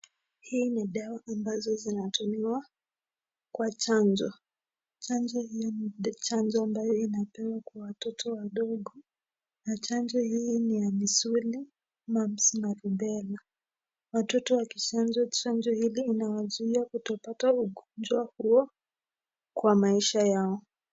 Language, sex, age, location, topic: Swahili, male, 18-24, Nakuru, health